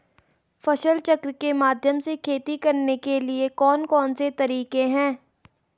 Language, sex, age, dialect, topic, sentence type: Hindi, female, 18-24, Garhwali, agriculture, question